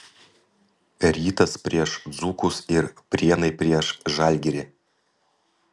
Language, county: Lithuanian, Panevėžys